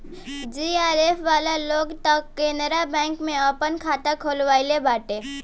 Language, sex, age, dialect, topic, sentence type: Bhojpuri, female, 18-24, Northern, banking, statement